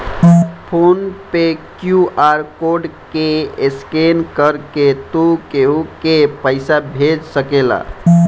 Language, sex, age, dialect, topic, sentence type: Bhojpuri, male, 18-24, Northern, banking, statement